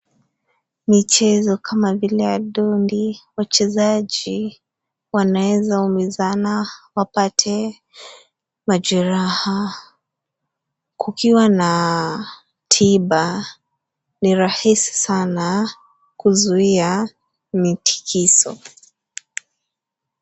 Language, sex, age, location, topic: Swahili, female, 18-24, Nairobi, health